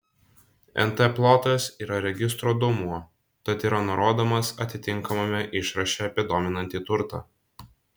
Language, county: Lithuanian, Vilnius